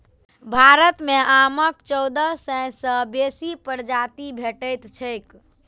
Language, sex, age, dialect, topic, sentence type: Maithili, female, 18-24, Eastern / Thethi, agriculture, statement